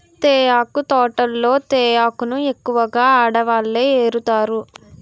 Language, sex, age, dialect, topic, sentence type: Telugu, female, 18-24, Utterandhra, agriculture, statement